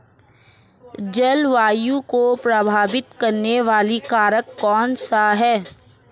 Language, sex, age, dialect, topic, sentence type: Hindi, female, 25-30, Marwari Dhudhari, agriculture, question